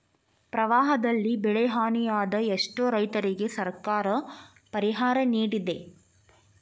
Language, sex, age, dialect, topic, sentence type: Kannada, female, 18-24, Dharwad Kannada, agriculture, statement